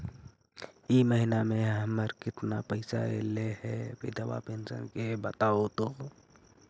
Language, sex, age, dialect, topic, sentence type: Magahi, male, 51-55, Central/Standard, banking, question